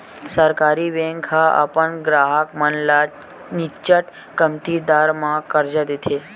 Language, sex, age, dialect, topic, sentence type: Chhattisgarhi, male, 18-24, Western/Budati/Khatahi, banking, statement